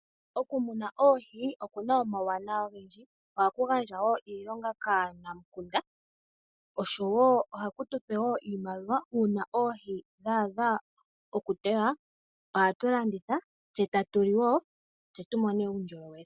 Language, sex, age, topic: Oshiwambo, female, 18-24, agriculture